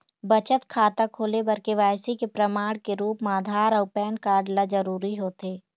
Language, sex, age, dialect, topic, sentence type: Chhattisgarhi, female, 18-24, Northern/Bhandar, banking, statement